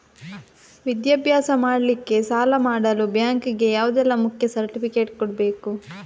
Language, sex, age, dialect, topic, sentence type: Kannada, female, 18-24, Coastal/Dakshin, banking, question